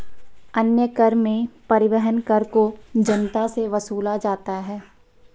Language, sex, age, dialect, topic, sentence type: Hindi, female, 56-60, Marwari Dhudhari, banking, statement